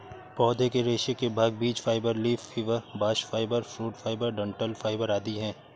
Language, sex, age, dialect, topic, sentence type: Hindi, male, 56-60, Awadhi Bundeli, agriculture, statement